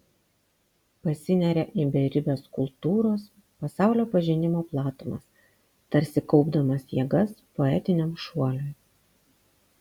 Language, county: Lithuanian, Vilnius